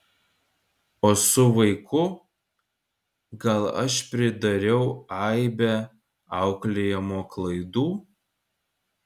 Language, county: Lithuanian, Kaunas